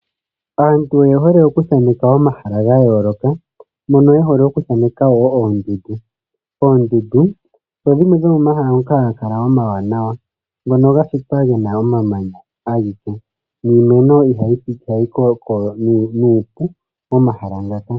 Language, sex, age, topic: Oshiwambo, male, 25-35, agriculture